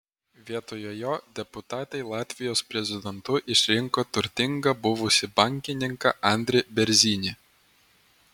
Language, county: Lithuanian, Vilnius